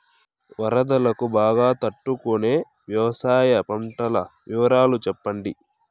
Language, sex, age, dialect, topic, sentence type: Telugu, male, 18-24, Southern, agriculture, question